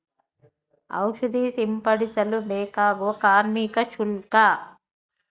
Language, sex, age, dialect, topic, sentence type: Kannada, female, 60-100, Central, agriculture, question